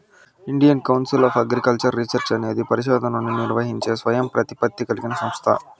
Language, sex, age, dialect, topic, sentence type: Telugu, male, 60-100, Southern, agriculture, statement